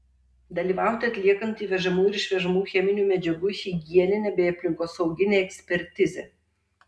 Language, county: Lithuanian, Tauragė